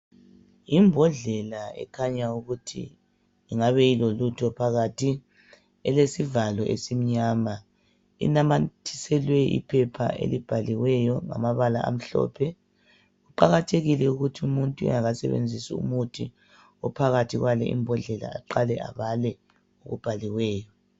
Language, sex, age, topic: North Ndebele, female, 25-35, health